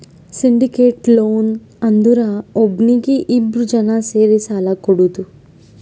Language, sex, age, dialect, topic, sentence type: Kannada, male, 25-30, Northeastern, banking, statement